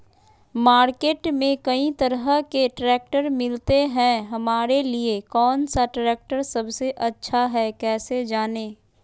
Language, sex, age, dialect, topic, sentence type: Magahi, female, 31-35, Western, agriculture, question